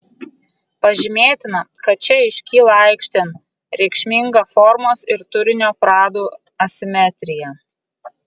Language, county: Lithuanian, Kaunas